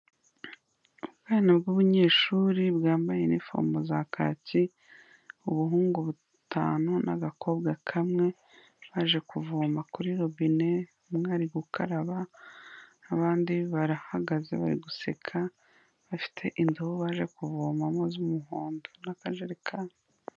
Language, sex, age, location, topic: Kinyarwanda, female, 25-35, Kigali, health